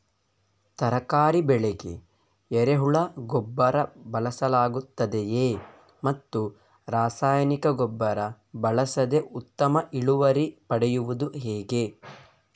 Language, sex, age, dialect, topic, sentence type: Kannada, male, 18-24, Coastal/Dakshin, agriculture, question